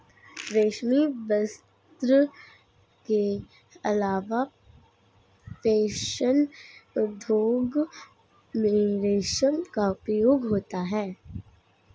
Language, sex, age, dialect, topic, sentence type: Hindi, female, 51-55, Marwari Dhudhari, agriculture, statement